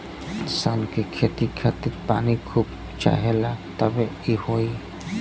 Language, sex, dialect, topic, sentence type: Bhojpuri, male, Western, agriculture, statement